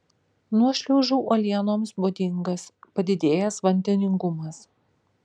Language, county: Lithuanian, Kaunas